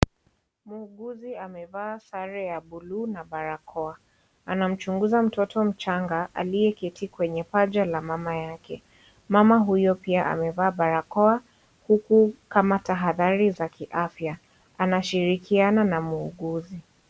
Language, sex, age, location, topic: Swahili, female, 50+, Kisii, health